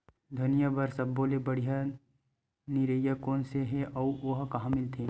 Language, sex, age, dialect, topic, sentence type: Chhattisgarhi, male, 31-35, Western/Budati/Khatahi, agriculture, question